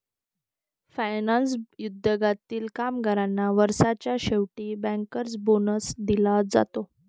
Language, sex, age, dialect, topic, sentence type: Marathi, female, 25-30, Varhadi, banking, statement